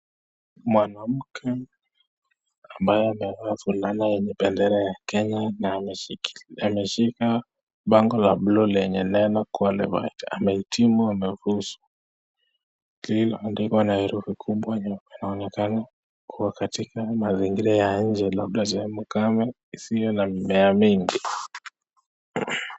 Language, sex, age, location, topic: Swahili, male, 18-24, Nakuru, education